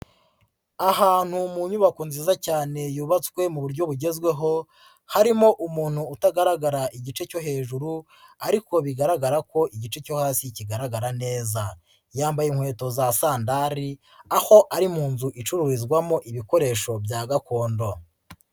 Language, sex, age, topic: Kinyarwanda, female, 25-35, education